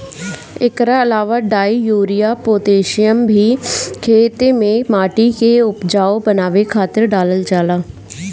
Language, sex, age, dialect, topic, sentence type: Bhojpuri, female, 18-24, Northern, agriculture, statement